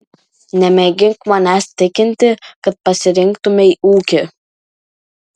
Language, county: Lithuanian, Vilnius